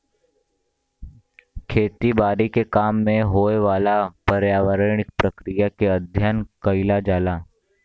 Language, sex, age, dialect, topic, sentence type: Bhojpuri, male, 18-24, Western, agriculture, statement